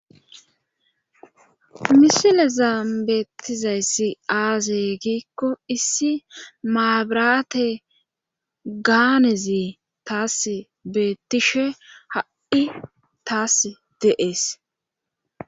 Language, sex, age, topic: Gamo, female, 25-35, government